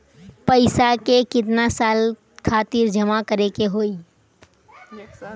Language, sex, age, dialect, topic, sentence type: Bhojpuri, female, 18-24, Western, banking, question